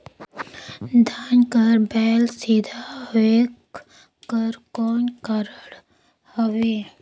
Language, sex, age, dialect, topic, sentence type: Chhattisgarhi, female, 18-24, Northern/Bhandar, agriculture, question